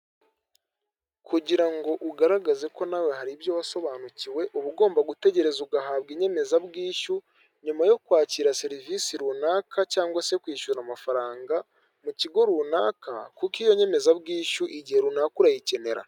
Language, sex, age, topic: Kinyarwanda, male, 18-24, finance